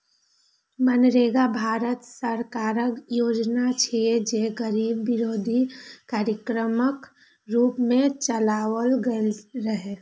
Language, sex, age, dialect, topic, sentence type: Maithili, female, 31-35, Eastern / Thethi, banking, statement